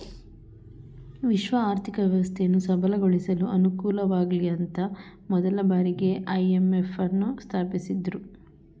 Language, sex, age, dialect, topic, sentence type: Kannada, female, 31-35, Mysore Kannada, banking, statement